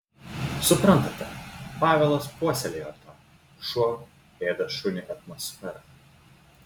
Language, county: Lithuanian, Klaipėda